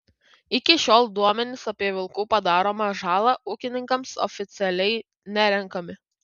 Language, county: Lithuanian, Kaunas